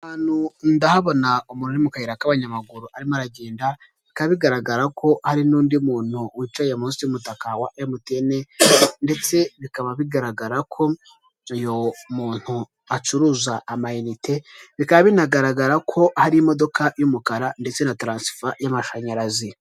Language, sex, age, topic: Kinyarwanda, male, 18-24, government